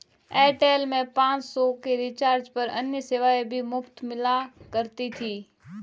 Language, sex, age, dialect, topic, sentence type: Hindi, female, 18-24, Marwari Dhudhari, banking, statement